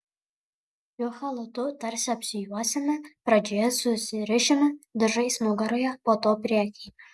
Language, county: Lithuanian, Kaunas